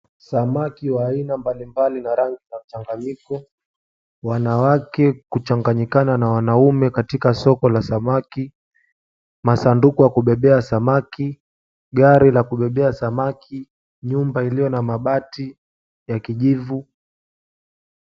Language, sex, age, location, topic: Swahili, male, 18-24, Mombasa, agriculture